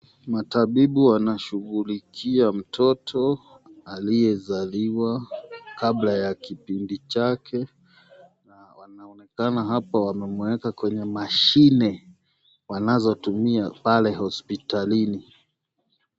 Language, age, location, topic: Swahili, 36-49, Nakuru, health